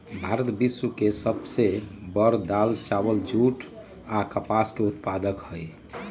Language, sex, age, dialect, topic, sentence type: Magahi, male, 46-50, Western, agriculture, statement